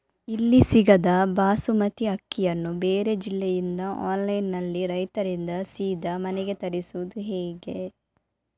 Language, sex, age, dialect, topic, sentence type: Kannada, female, 25-30, Coastal/Dakshin, agriculture, question